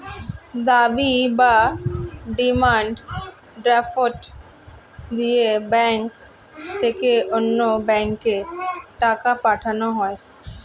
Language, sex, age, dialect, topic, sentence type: Bengali, female, <18, Standard Colloquial, banking, statement